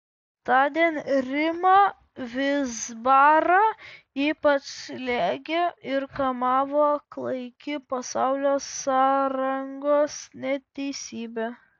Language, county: Lithuanian, Vilnius